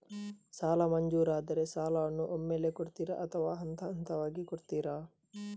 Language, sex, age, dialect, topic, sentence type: Kannada, male, 31-35, Coastal/Dakshin, banking, question